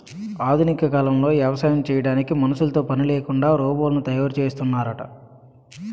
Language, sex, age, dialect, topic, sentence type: Telugu, male, 31-35, Utterandhra, agriculture, statement